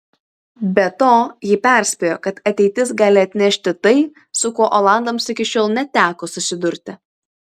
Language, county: Lithuanian, Vilnius